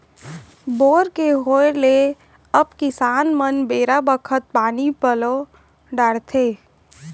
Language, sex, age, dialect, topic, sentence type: Chhattisgarhi, female, 18-24, Central, agriculture, statement